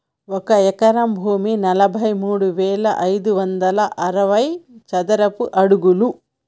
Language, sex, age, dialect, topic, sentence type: Telugu, female, 31-35, Telangana, agriculture, statement